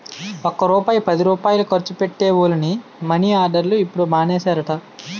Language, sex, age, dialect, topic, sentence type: Telugu, male, 18-24, Utterandhra, banking, statement